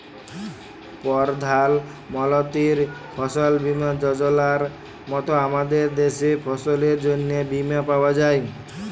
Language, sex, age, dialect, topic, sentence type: Bengali, male, 18-24, Jharkhandi, agriculture, statement